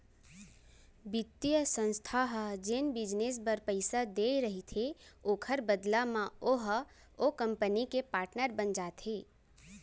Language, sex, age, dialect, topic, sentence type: Chhattisgarhi, female, 18-24, Central, banking, statement